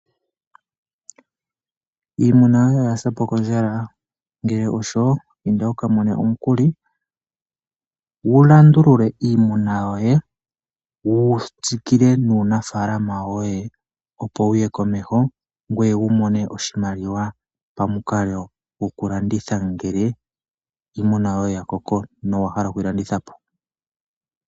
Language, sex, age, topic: Oshiwambo, male, 25-35, finance